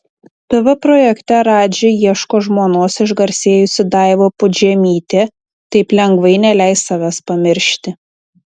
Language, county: Lithuanian, Tauragė